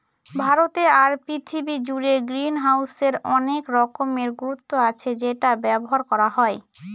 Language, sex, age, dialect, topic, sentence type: Bengali, female, 18-24, Northern/Varendri, agriculture, statement